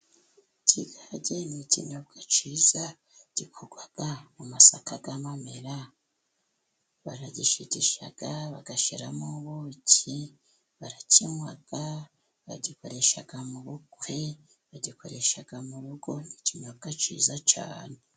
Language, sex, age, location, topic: Kinyarwanda, female, 50+, Musanze, government